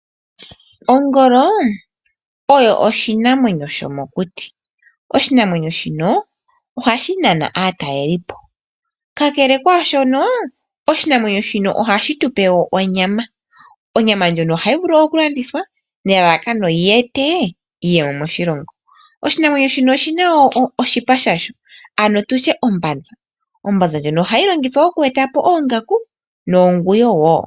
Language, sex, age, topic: Oshiwambo, female, 18-24, agriculture